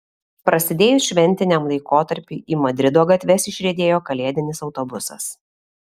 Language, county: Lithuanian, Alytus